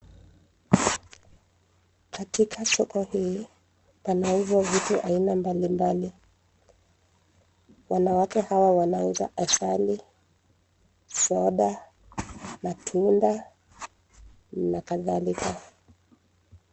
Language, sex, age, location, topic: Swahili, female, 25-35, Nairobi, finance